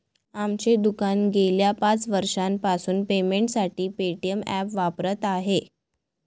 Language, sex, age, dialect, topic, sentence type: Marathi, female, 18-24, Varhadi, banking, statement